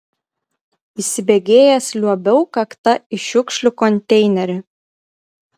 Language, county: Lithuanian, Kaunas